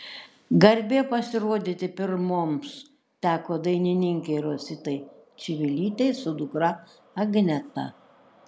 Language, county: Lithuanian, Šiauliai